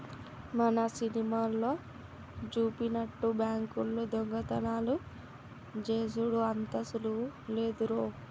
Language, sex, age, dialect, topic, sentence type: Telugu, male, 31-35, Telangana, banking, statement